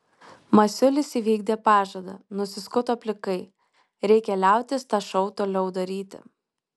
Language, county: Lithuanian, Alytus